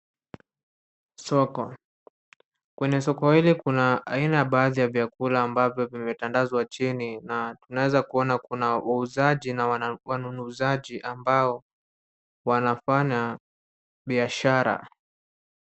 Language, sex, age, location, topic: Swahili, male, 18-24, Nairobi, finance